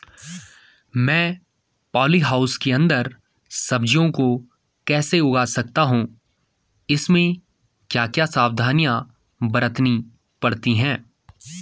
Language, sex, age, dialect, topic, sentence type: Hindi, male, 18-24, Garhwali, agriculture, question